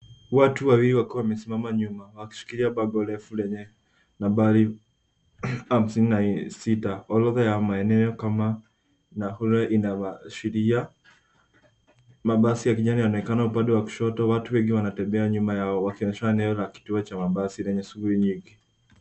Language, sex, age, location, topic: Swahili, female, 50+, Nairobi, government